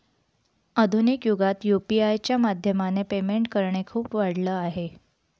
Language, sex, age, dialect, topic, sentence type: Marathi, female, 31-35, Northern Konkan, banking, statement